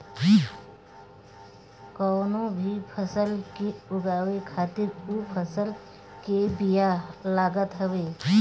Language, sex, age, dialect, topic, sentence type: Bhojpuri, female, 36-40, Northern, agriculture, statement